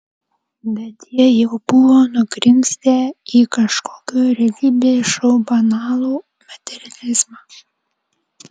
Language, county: Lithuanian, Vilnius